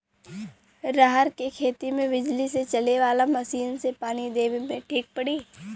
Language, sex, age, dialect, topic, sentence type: Bhojpuri, female, 25-30, Western, agriculture, question